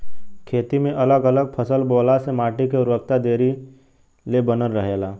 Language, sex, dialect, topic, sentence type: Bhojpuri, male, Western, agriculture, statement